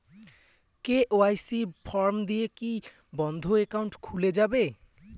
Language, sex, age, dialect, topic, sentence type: Bengali, male, <18, Rajbangshi, banking, question